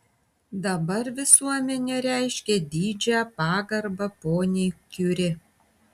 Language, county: Lithuanian, Vilnius